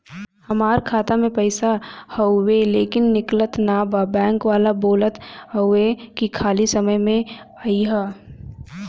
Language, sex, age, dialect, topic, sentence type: Bhojpuri, female, 18-24, Western, banking, question